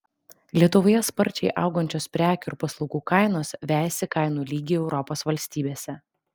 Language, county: Lithuanian, Vilnius